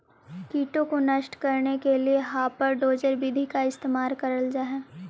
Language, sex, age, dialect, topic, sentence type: Magahi, female, 18-24, Central/Standard, agriculture, statement